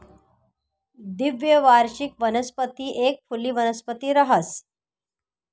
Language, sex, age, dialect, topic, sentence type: Marathi, female, 51-55, Northern Konkan, agriculture, statement